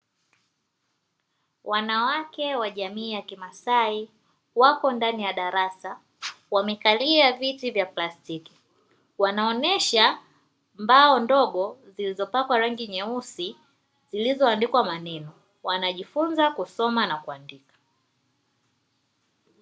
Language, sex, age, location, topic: Swahili, female, 18-24, Dar es Salaam, education